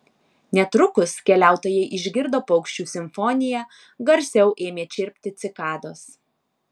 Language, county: Lithuanian, Alytus